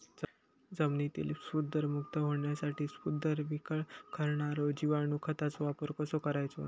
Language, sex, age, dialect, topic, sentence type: Marathi, male, 60-100, Southern Konkan, agriculture, question